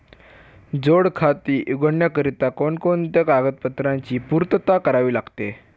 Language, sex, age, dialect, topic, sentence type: Marathi, male, <18, Standard Marathi, banking, question